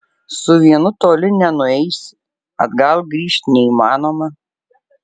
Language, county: Lithuanian, Alytus